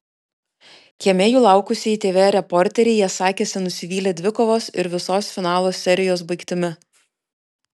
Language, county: Lithuanian, Klaipėda